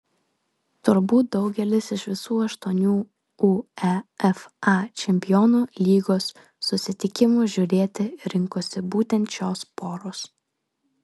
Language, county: Lithuanian, Vilnius